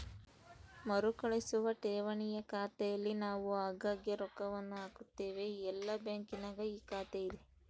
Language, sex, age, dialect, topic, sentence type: Kannada, female, 18-24, Central, banking, statement